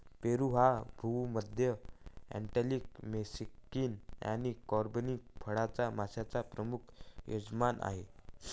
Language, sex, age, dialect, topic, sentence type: Marathi, male, 51-55, Varhadi, agriculture, statement